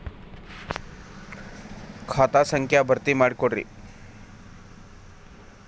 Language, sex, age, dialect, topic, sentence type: Kannada, male, 41-45, Dharwad Kannada, banking, question